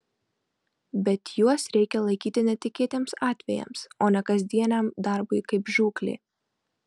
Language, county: Lithuanian, Marijampolė